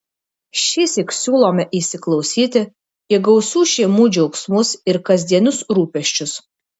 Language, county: Lithuanian, Kaunas